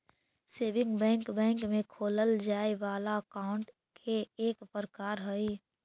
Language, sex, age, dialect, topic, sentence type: Magahi, female, 46-50, Central/Standard, banking, statement